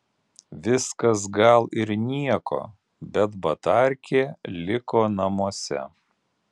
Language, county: Lithuanian, Alytus